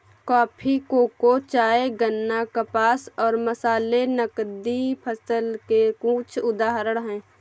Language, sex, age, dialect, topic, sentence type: Hindi, female, 18-24, Awadhi Bundeli, agriculture, statement